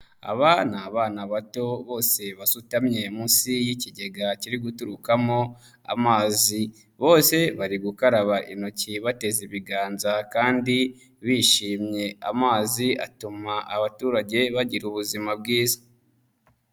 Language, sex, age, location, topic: Kinyarwanda, male, 25-35, Huye, health